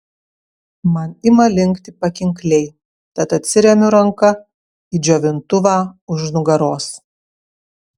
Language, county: Lithuanian, Kaunas